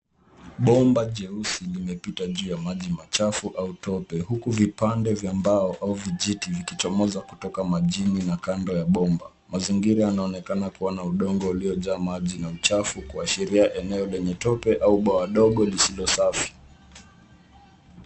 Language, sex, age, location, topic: Swahili, male, 18-24, Nairobi, government